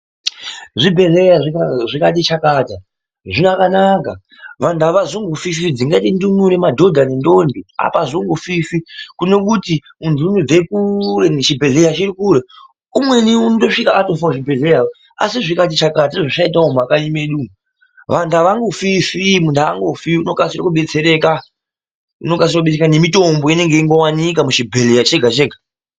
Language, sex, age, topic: Ndau, male, 25-35, health